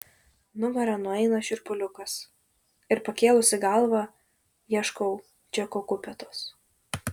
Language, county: Lithuanian, Šiauliai